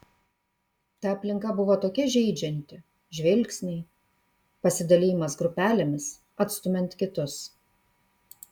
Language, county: Lithuanian, Kaunas